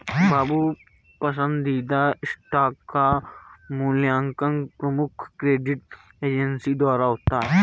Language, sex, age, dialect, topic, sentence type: Hindi, male, 18-24, Awadhi Bundeli, banking, statement